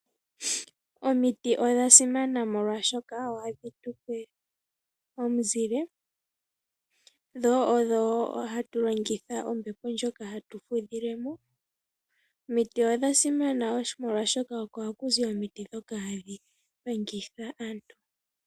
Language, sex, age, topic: Oshiwambo, female, 18-24, agriculture